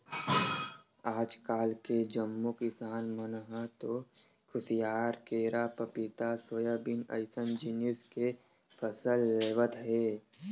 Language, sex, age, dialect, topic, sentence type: Chhattisgarhi, male, 18-24, Western/Budati/Khatahi, agriculture, statement